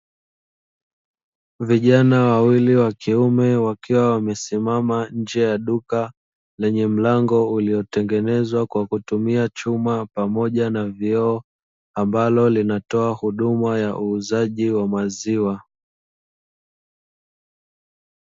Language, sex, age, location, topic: Swahili, male, 25-35, Dar es Salaam, finance